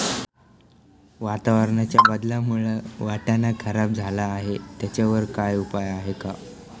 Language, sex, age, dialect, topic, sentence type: Marathi, male, <18, Standard Marathi, agriculture, question